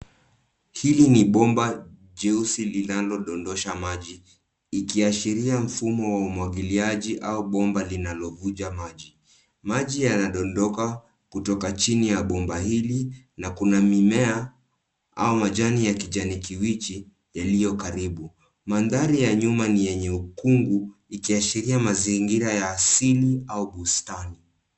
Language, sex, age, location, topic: Swahili, male, 18-24, Nairobi, agriculture